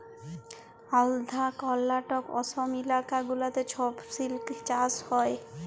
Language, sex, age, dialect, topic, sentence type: Bengali, female, 31-35, Jharkhandi, agriculture, statement